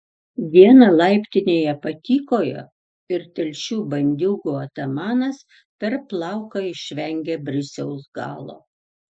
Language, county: Lithuanian, Tauragė